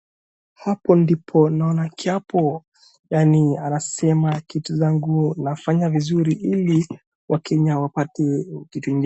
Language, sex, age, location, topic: Swahili, male, 36-49, Wajir, government